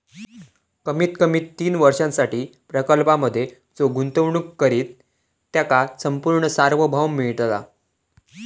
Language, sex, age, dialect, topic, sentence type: Marathi, male, 18-24, Southern Konkan, banking, statement